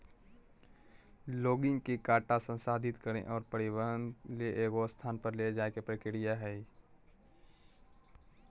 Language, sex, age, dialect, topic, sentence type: Magahi, male, 18-24, Southern, agriculture, statement